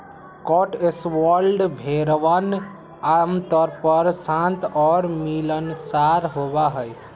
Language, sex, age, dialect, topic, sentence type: Magahi, male, 18-24, Western, agriculture, statement